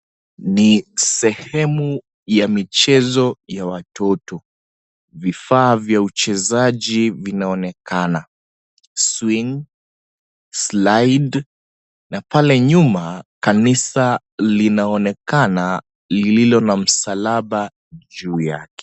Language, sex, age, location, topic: Swahili, male, 25-35, Kisii, education